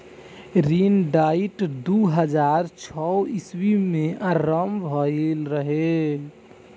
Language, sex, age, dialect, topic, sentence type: Bhojpuri, male, 18-24, Southern / Standard, banking, statement